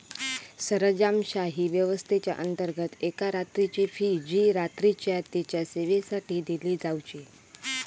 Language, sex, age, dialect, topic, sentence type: Marathi, female, 31-35, Southern Konkan, banking, statement